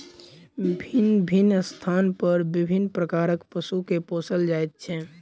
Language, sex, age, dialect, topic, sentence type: Maithili, male, 18-24, Southern/Standard, agriculture, statement